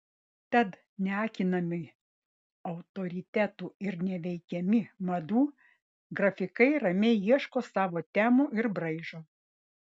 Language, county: Lithuanian, Vilnius